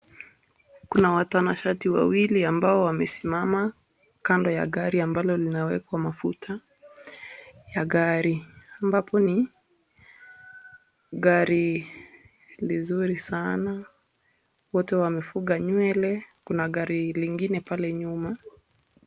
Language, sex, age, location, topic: Swahili, female, 18-24, Kisumu, finance